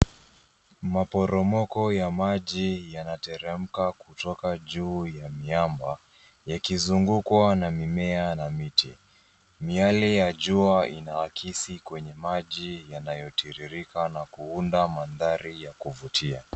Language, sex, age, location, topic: Swahili, female, 18-24, Nairobi, government